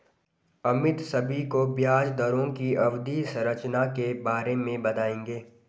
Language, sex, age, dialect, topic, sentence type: Hindi, male, 18-24, Garhwali, banking, statement